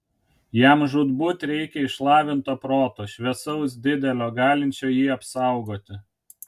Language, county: Lithuanian, Kaunas